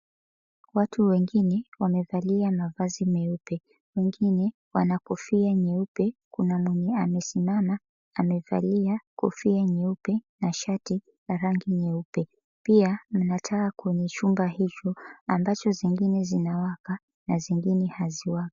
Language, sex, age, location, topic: Swahili, female, 36-49, Mombasa, government